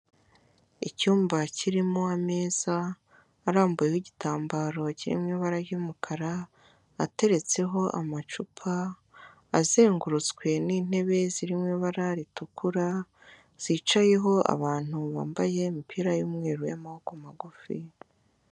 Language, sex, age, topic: Kinyarwanda, male, 18-24, government